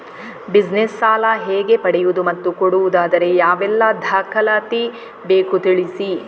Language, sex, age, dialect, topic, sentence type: Kannada, female, 36-40, Coastal/Dakshin, banking, question